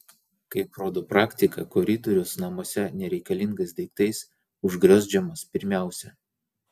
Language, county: Lithuanian, Vilnius